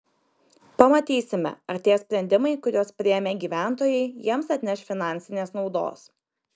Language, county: Lithuanian, Kaunas